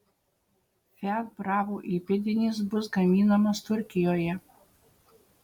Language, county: Lithuanian, Utena